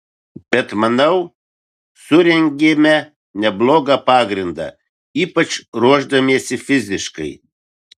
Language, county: Lithuanian, Vilnius